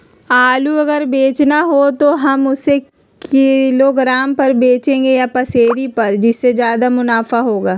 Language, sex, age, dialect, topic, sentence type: Magahi, female, 36-40, Western, agriculture, question